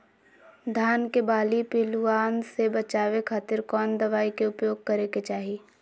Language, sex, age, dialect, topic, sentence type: Magahi, female, 25-30, Southern, agriculture, question